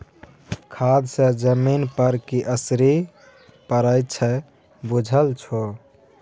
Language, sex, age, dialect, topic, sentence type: Maithili, male, 18-24, Bajjika, agriculture, statement